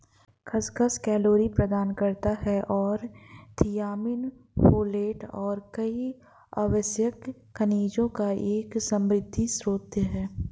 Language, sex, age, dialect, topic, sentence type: Hindi, female, 25-30, Hindustani Malvi Khadi Boli, agriculture, statement